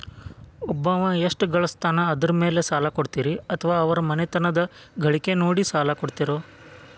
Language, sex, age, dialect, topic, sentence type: Kannada, male, 25-30, Dharwad Kannada, banking, question